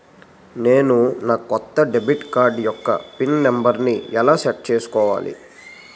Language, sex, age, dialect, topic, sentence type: Telugu, male, 18-24, Utterandhra, banking, question